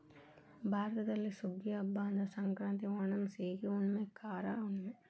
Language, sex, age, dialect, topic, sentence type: Kannada, female, 31-35, Dharwad Kannada, agriculture, statement